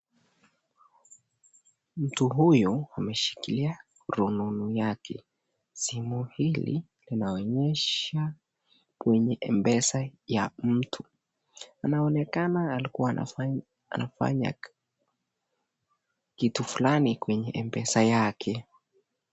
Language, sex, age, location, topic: Swahili, male, 18-24, Nakuru, finance